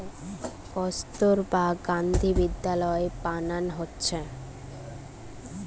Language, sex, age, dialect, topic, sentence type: Bengali, female, 18-24, Western, banking, statement